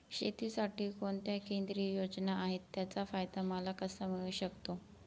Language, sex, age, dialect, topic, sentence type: Marathi, female, 18-24, Northern Konkan, agriculture, question